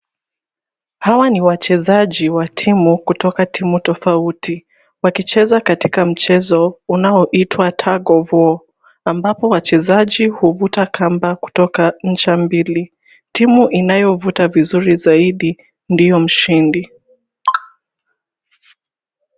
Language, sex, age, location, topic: Swahili, female, 25-35, Nairobi, education